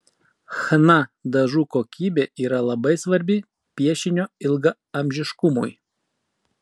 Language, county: Lithuanian, Klaipėda